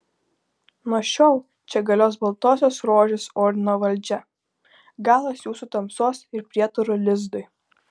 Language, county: Lithuanian, Klaipėda